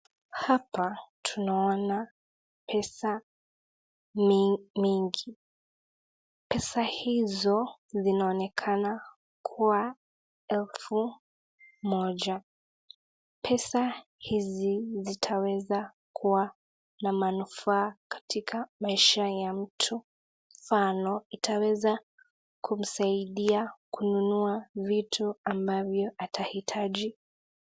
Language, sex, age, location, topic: Swahili, female, 36-49, Nakuru, finance